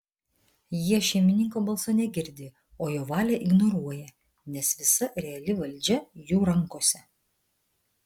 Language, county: Lithuanian, Vilnius